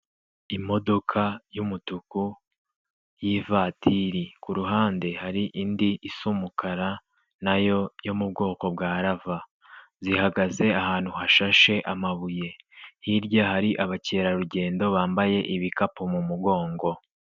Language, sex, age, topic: Kinyarwanda, male, 25-35, government